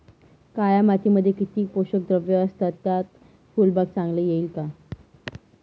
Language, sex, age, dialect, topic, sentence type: Marathi, female, 18-24, Northern Konkan, agriculture, question